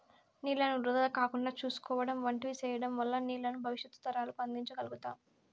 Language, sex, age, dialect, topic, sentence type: Telugu, female, 56-60, Southern, agriculture, statement